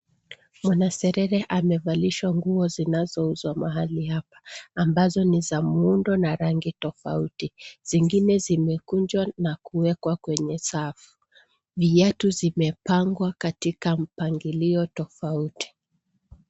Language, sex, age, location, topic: Swahili, female, 36-49, Nairobi, finance